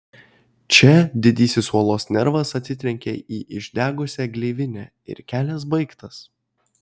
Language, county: Lithuanian, Kaunas